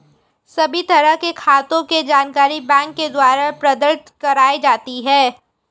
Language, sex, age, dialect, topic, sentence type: Hindi, female, 18-24, Marwari Dhudhari, banking, statement